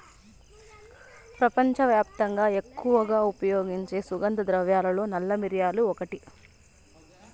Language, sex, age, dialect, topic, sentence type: Telugu, female, 31-35, Southern, agriculture, statement